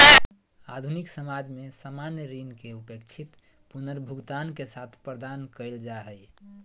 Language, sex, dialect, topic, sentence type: Magahi, male, Southern, banking, statement